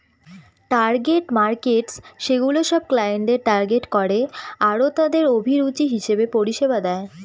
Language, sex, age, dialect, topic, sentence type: Bengali, female, 18-24, Northern/Varendri, banking, statement